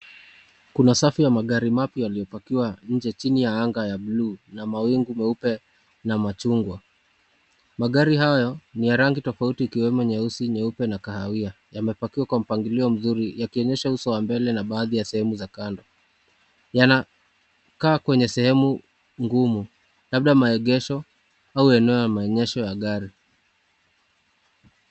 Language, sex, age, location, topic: Swahili, male, 25-35, Nakuru, finance